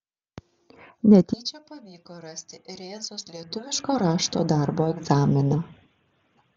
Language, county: Lithuanian, Šiauliai